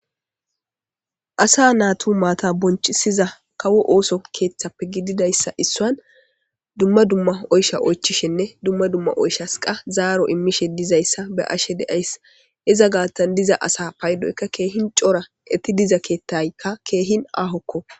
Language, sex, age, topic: Gamo, female, 18-24, government